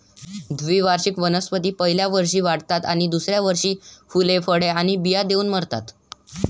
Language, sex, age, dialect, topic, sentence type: Marathi, male, 18-24, Varhadi, agriculture, statement